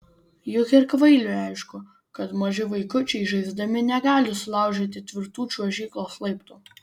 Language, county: Lithuanian, Vilnius